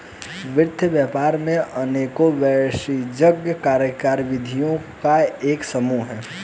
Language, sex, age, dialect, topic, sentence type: Hindi, male, 18-24, Hindustani Malvi Khadi Boli, banking, statement